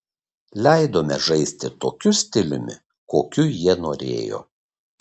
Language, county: Lithuanian, Kaunas